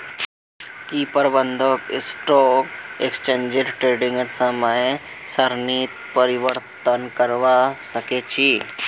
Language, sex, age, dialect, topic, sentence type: Magahi, male, 25-30, Northeastern/Surjapuri, banking, statement